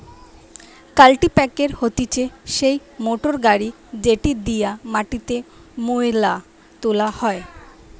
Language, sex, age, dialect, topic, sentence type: Bengali, female, 18-24, Western, agriculture, statement